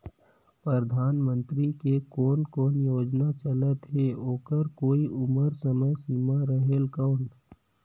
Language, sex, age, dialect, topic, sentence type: Chhattisgarhi, male, 18-24, Northern/Bhandar, banking, question